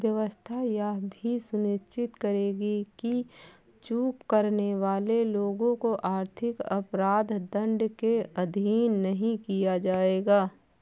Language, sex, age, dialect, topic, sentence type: Hindi, female, 25-30, Awadhi Bundeli, banking, statement